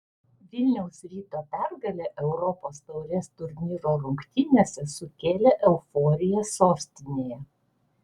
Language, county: Lithuanian, Vilnius